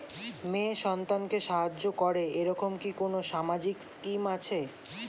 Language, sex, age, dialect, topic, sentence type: Bengali, male, 18-24, Standard Colloquial, banking, statement